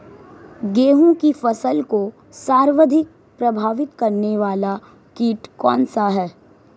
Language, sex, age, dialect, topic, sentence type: Hindi, female, 18-24, Marwari Dhudhari, agriculture, question